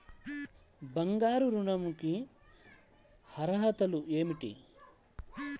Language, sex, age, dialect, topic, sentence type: Telugu, male, 36-40, Central/Coastal, banking, question